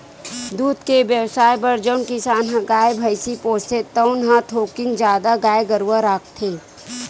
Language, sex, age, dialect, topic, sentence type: Chhattisgarhi, female, 18-24, Western/Budati/Khatahi, agriculture, statement